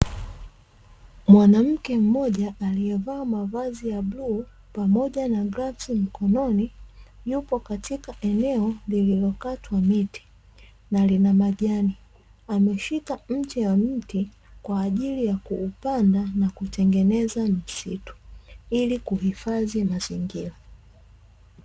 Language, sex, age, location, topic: Swahili, female, 25-35, Dar es Salaam, agriculture